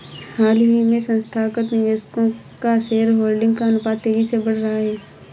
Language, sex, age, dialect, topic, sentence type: Hindi, female, 51-55, Awadhi Bundeli, banking, statement